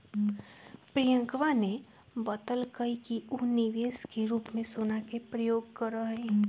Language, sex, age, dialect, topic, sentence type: Magahi, female, 25-30, Western, banking, statement